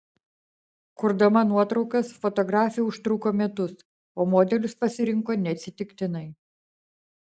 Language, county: Lithuanian, Vilnius